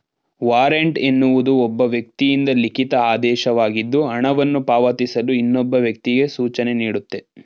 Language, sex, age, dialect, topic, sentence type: Kannada, male, 18-24, Mysore Kannada, banking, statement